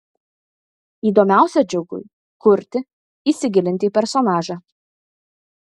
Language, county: Lithuanian, Kaunas